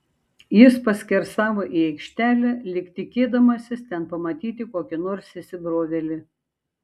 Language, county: Lithuanian, Šiauliai